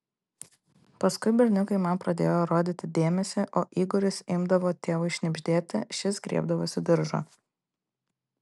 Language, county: Lithuanian, Klaipėda